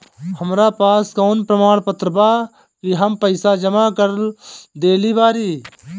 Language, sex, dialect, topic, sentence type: Bhojpuri, male, Northern, banking, question